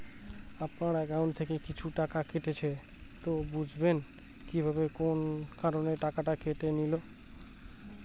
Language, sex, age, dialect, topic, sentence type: Bengali, male, 25-30, Northern/Varendri, banking, question